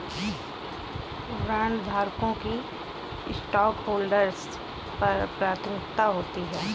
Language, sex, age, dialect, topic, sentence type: Hindi, female, 31-35, Kanauji Braj Bhasha, banking, statement